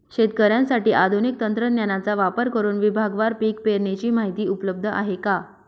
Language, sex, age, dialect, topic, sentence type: Marathi, female, 31-35, Northern Konkan, agriculture, question